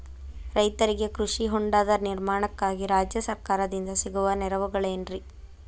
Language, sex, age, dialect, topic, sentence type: Kannada, female, 25-30, Dharwad Kannada, agriculture, question